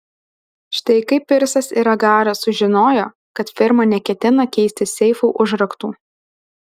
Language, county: Lithuanian, Alytus